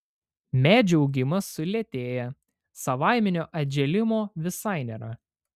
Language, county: Lithuanian, Panevėžys